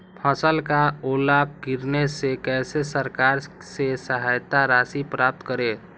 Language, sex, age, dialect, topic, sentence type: Magahi, male, 18-24, Western, agriculture, question